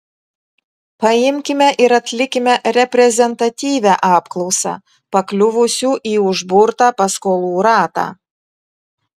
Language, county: Lithuanian, Vilnius